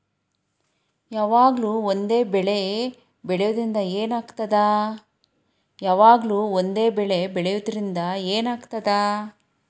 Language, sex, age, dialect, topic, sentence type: Kannada, female, 31-35, Dharwad Kannada, agriculture, question